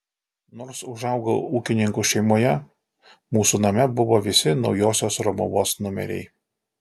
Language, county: Lithuanian, Alytus